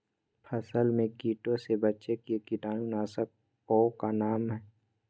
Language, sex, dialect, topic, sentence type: Magahi, male, Southern, agriculture, question